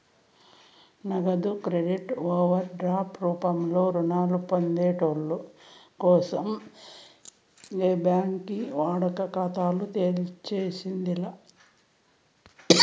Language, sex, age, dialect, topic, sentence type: Telugu, female, 51-55, Southern, banking, statement